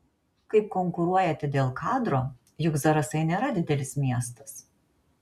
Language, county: Lithuanian, Marijampolė